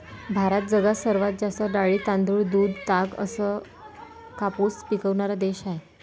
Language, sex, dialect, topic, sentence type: Marathi, female, Varhadi, agriculture, statement